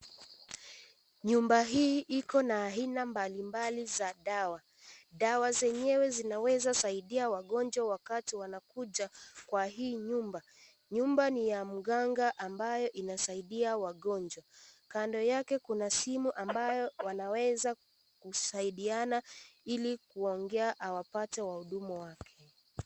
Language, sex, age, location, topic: Swahili, female, 18-24, Kisii, health